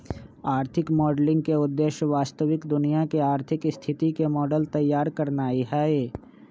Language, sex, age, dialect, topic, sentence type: Magahi, male, 25-30, Western, banking, statement